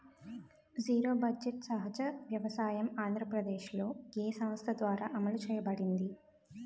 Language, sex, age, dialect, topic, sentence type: Telugu, female, 18-24, Utterandhra, agriculture, question